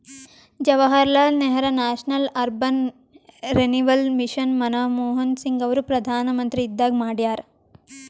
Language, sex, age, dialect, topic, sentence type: Kannada, female, 18-24, Northeastern, banking, statement